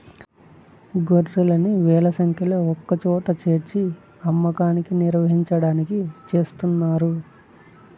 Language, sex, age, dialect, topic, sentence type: Telugu, male, 25-30, Southern, agriculture, statement